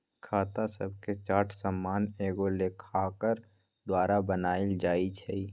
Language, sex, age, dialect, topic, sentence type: Magahi, male, 18-24, Western, banking, statement